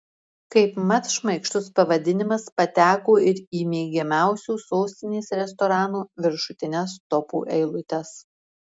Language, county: Lithuanian, Marijampolė